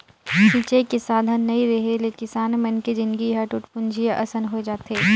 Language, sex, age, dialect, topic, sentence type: Chhattisgarhi, female, 18-24, Northern/Bhandar, agriculture, statement